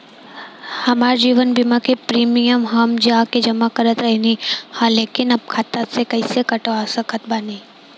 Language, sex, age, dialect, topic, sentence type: Bhojpuri, female, 18-24, Southern / Standard, banking, question